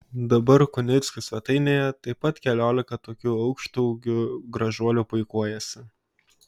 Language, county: Lithuanian, Kaunas